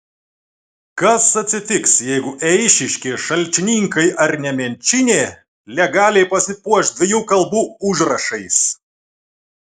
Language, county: Lithuanian, Klaipėda